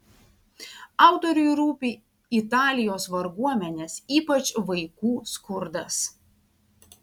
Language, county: Lithuanian, Vilnius